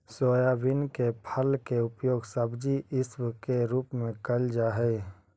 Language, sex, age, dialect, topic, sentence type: Magahi, male, 18-24, Central/Standard, agriculture, statement